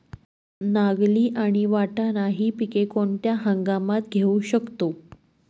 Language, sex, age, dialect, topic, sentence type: Marathi, female, 31-35, Northern Konkan, agriculture, question